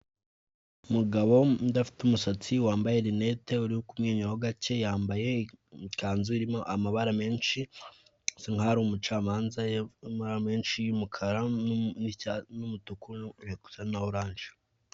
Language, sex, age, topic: Kinyarwanda, male, 18-24, government